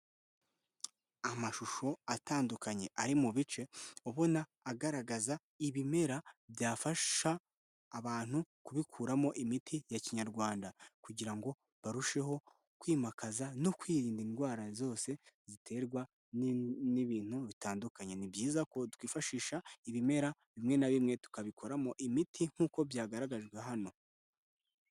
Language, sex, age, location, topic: Kinyarwanda, male, 18-24, Kigali, health